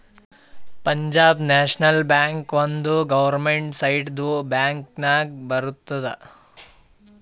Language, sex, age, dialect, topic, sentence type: Kannada, male, 18-24, Northeastern, banking, statement